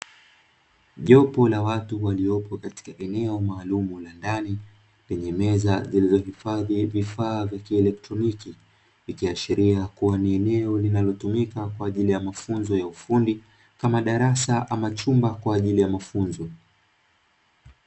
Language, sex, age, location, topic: Swahili, male, 25-35, Dar es Salaam, education